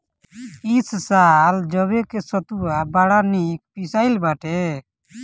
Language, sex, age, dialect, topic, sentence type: Bhojpuri, male, 18-24, Northern, agriculture, statement